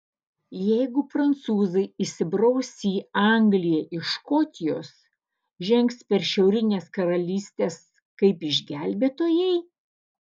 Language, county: Lithuanian, Alytus